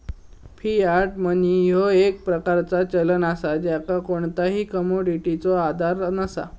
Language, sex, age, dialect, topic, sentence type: Marathi, male, 56-60, Southern Konkan, banking, statement